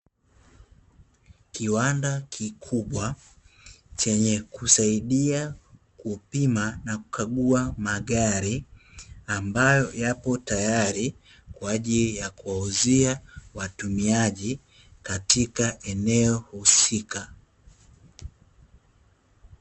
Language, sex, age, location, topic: Swahili, male, 18-24, Dar es Salaam, finance